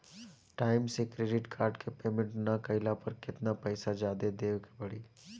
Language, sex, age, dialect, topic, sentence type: Bhojpuri, male, 18-24, Southern / Standard, banking, question